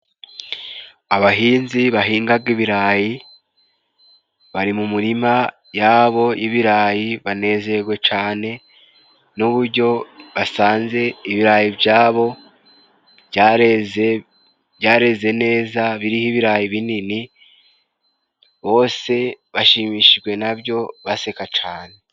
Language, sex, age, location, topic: Kinyarwanda, male, 18-24, Musanze, agriculture